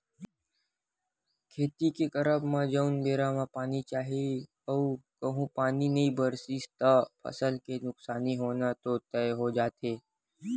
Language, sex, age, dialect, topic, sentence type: Chhattisgarhi, male, 25-30, Western/Budati/Khatahi, banking, statement